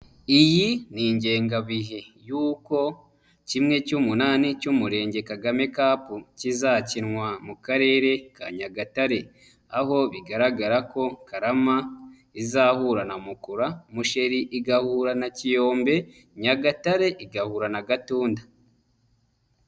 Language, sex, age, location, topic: Kinyarwanda, male, 25-35, Nyagatare, government